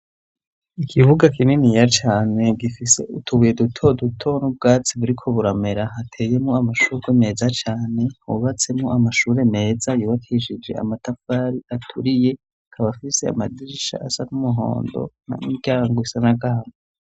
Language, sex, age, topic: Rundi, male, 25-35, education